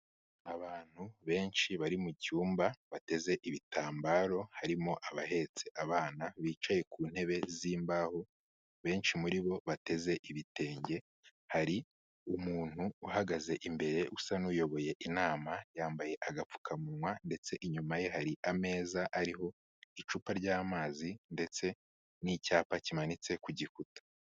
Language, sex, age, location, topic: Kinyarwanda, male, 25-35, Kigali, health